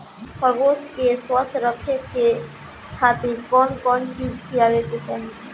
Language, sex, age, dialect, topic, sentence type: Bhojpuri, female, 18-24, Northern, agriculture, question